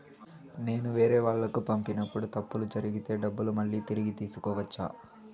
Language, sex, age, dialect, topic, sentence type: Telugu, male, 18-24, Southern, banking, question